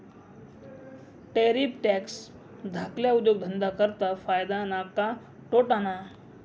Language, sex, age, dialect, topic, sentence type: Marathi, male, 56-60, Northern Konkan, banking, statement